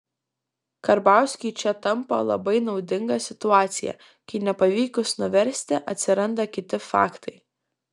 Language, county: Lithuanian, Kaunas